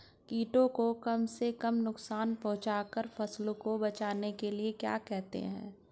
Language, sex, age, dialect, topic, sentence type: Hindi, male, 46-50, Hindustani Malvi Khadi Boli, agriculture, question